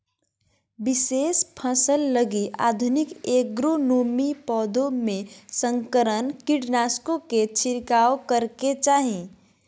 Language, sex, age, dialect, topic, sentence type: Magahi, female, 41-45, Southern, agriculture, statement